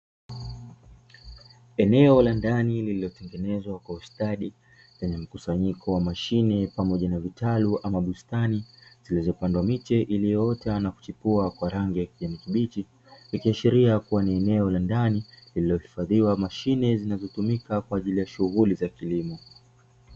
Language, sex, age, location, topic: Swahili, male, 25-35, Dar es Salaam, agriculture